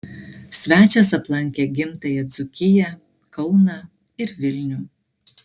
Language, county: Lithuanian, Klaipėda